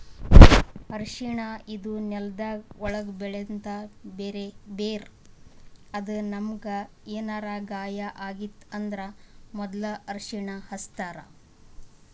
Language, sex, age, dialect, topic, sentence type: Kannada, female, 18-24, Northeastern, agriculture, statement